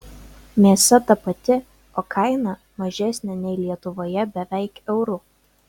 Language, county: Lithuanian, Vilnius